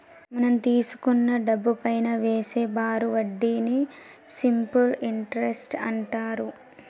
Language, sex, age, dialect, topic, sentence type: Telugu, female, 18-24, Telangana, banking, statement